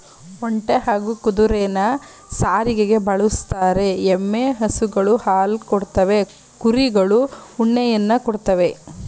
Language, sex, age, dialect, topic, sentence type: Kannada, female, 25-30, Mysore Kannada, agriculture, statement